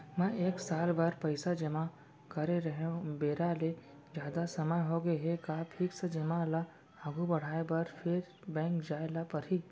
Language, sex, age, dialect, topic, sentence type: Chhattisgarhi, male, 18-24, Central, banking, question